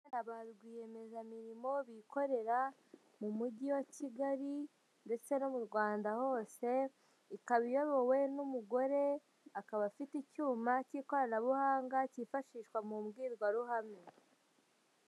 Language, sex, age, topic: Kinyarwanda, male, 18-24, government